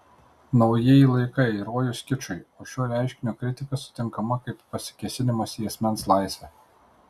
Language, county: Lithuanian, Tauragė